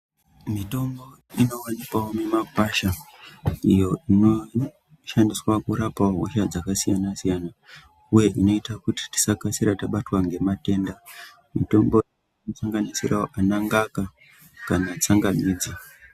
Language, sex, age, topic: Ndau, male, 25-35, health